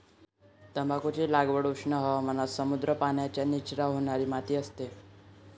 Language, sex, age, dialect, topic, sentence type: Marathi, male, 18-24, Varhadi, agriculture, statement